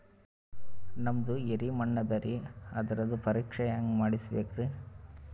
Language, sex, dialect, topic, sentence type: Kannada, male, Northeastern, agriculture, question